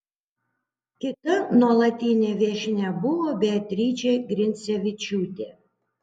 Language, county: Lithuanian, Panevėžys